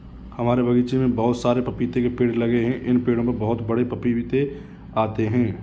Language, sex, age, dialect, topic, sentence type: Hindi, male, 25-30, Kanauji Braj Bhasha, agriculture, statement